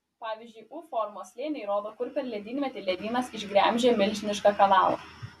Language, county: Lithuanian, Klaipėda